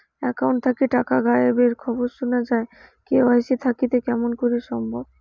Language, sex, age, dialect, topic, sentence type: Bengali, female, 18-24, Rajbangshi, banking, question